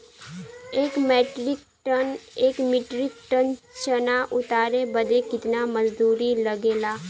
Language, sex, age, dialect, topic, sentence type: Bhojpuri, female, <18, Western, agriculture, question